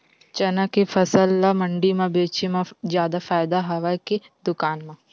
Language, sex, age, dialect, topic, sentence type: Chhattisgarhi, female, 51-55, Western/Budati/Khatahi, agriculture, question